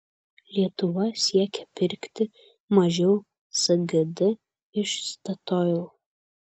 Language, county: Lithuanian, Kaunas